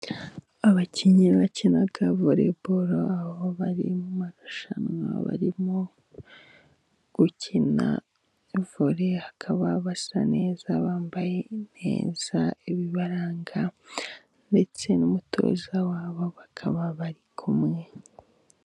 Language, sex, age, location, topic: Kinyarwanda, female, 18-24, Musanze, government